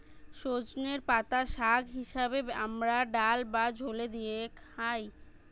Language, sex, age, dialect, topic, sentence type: Bengali, female, 25-30, Western, agriculture, statement